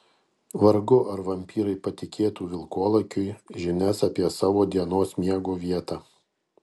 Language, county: Lithuanian, Kaunas